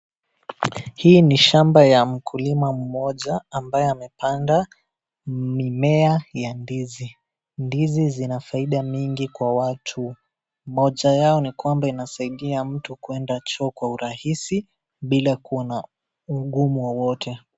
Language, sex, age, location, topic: Swahili, male, 18-24, Wajir, agriculture